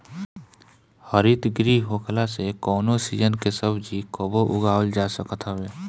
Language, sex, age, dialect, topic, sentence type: Bhojpuri, male, 25-30, Northern, agriculture, statement